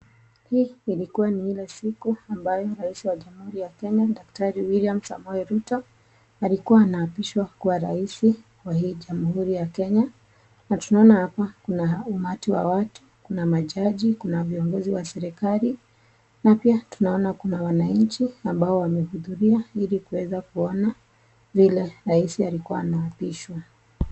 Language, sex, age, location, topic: Swahili, female, 25-35, Nakuru, government